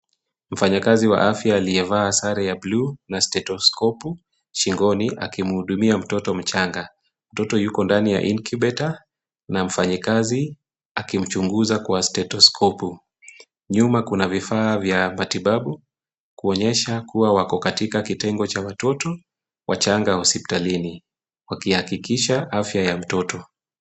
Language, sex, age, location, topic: Swahili, female, 18-24, Kisumu, health